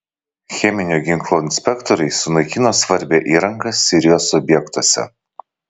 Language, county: Lithuanian, Vilnius